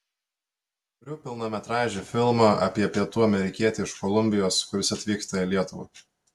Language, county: Lithuanian, Telšiai